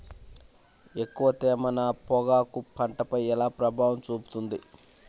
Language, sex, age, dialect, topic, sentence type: Telugu, male, 25-30, Central/Coastal, agriculture, question